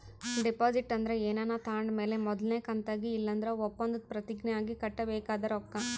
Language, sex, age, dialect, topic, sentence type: Kannada, female, 25-30, Central, banking, statement